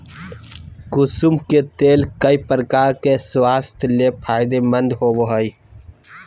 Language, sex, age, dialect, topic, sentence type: Magahi, male, 31-35, Southern, agriculture, statement